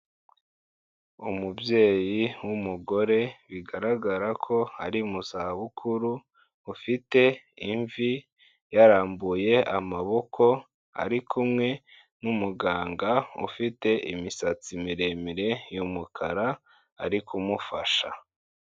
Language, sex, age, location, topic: Kinyarwanda, male, 25-35, Kigali, health